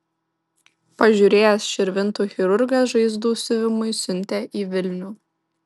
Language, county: Lithuanian, Vilnius